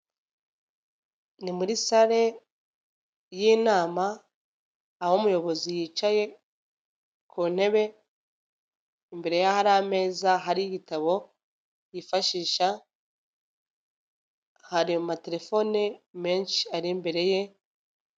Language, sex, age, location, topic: Kinyarwanda, female, 25-35, Nyagatare, government